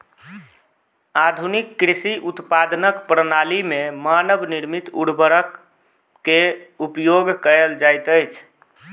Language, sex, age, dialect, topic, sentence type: Maithili, male, 25-30, Southern/Standard, agriculture, statement